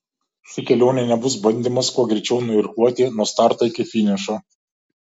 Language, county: Lithuanian, Šiauliai